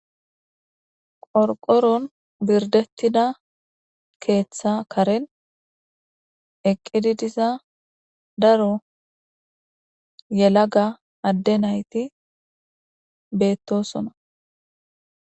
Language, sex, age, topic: Gamo, female, 18-24, government